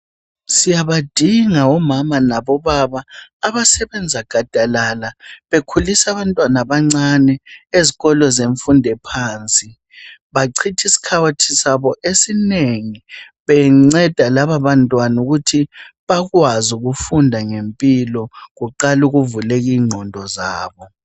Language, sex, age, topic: North Ndebele, female, 25-35, education